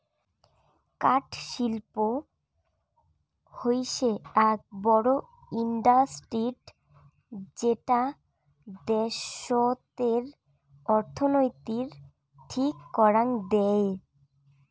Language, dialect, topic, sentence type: Bengali, Rajbangshi, agriculture, statement